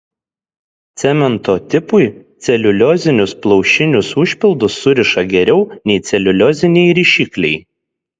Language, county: Lithuanian, Šiauliai